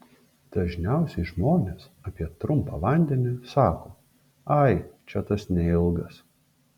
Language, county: Lithuanian, Šiauliai